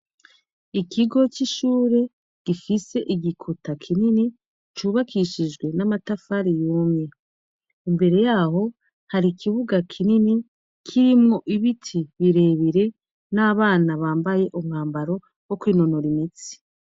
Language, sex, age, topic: Rundi, female, 36-49, education